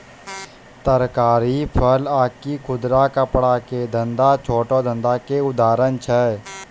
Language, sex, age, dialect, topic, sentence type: Maithili, male, 18-24, Angika, banking, statement